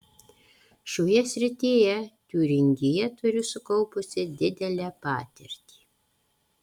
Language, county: Lithuanian, Alytus